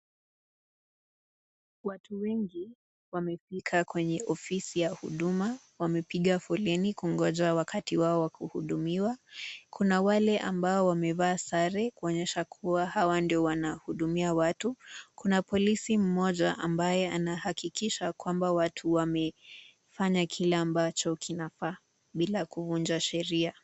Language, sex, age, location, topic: Swahili, female, 18-24, Nakuru, government